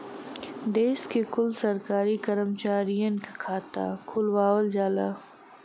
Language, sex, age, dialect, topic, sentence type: Bhojpuri, female, 25-30, Western, banking, statement